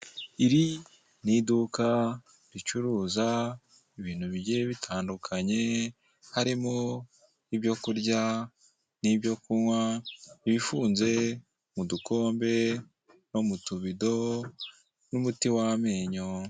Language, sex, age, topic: Kinyarwanda, male, 18-24, finance